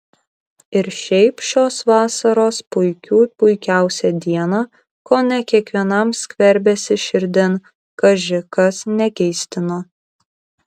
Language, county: Lithuanian, Kaunas